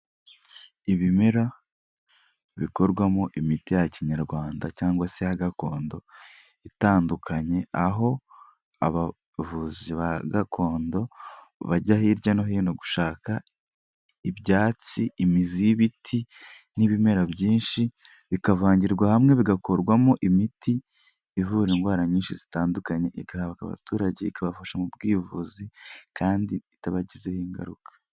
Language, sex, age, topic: Kinyarwanda, male, 18-24, health